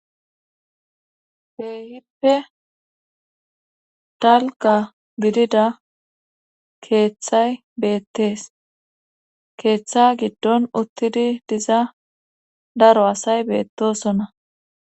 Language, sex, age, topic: Gamo, female, 25-35, government